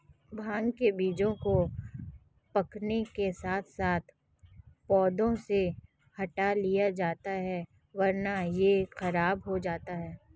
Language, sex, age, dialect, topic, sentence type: Hindi, female, 25-30, Marwari Dhudhari, agriculture, statement